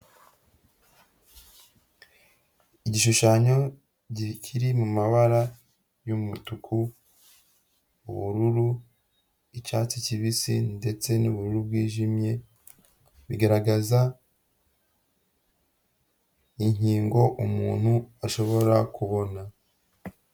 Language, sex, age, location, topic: Kinyarwanda, female, 25-35, Huye, health